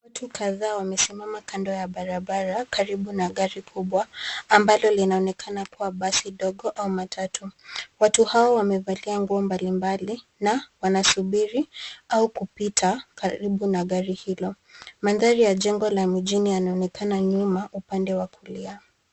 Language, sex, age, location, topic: Swahili, female, 25-35, Nairobi, government